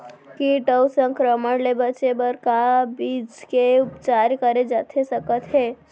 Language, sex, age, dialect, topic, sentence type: Chhattisgarhi, female, 36-40, Central, agriculture, question